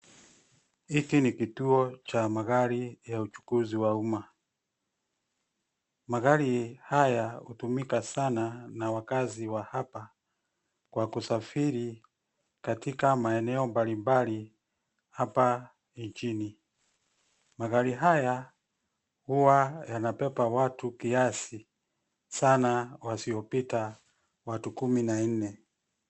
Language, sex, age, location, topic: Swahili, male, 50+, Nairobi, government